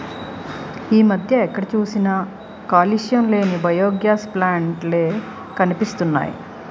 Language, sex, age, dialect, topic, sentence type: Telugu, female, 46-50, Utterandhra, agriculture, statement